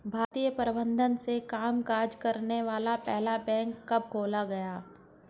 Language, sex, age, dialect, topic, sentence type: Hindi, female, 41-45, Hindustani Malvi Khadi Boli, banking, question